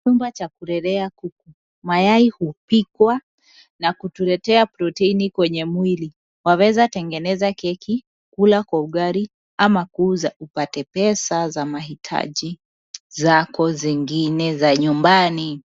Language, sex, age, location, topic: Swahili, female, 18-24, Nairobi, agriculture